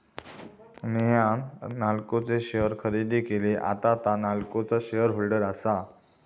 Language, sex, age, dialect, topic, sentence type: Marathi, male, 18-24, Southern Konkan, banking, statement